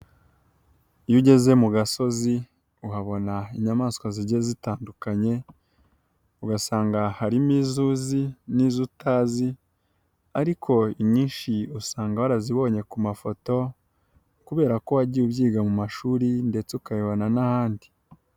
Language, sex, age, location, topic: Kinyarwanda, female, 18-24, Nyagatare, agriculture